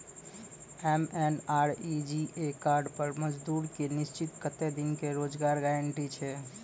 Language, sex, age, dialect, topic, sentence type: Maithili, male, 25-30, Angika, banking, question